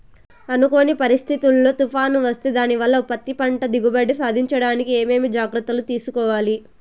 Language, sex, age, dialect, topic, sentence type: Telugu, female, 18-24, Southern, agriculture, question